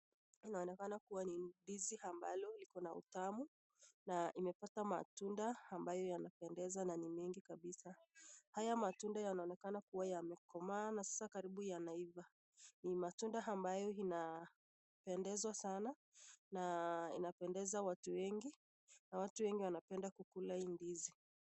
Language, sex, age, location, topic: Swahili, female, 25-35, Nakuru, agriculture